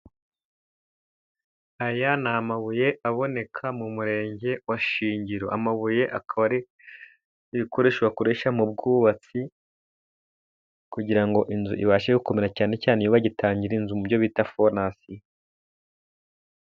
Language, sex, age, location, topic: Kinyarwanda, male, 25-35, Musanze, health